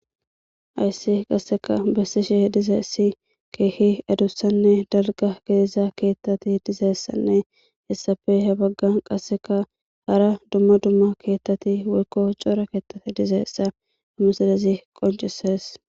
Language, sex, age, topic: Gamo, female, 18-24, government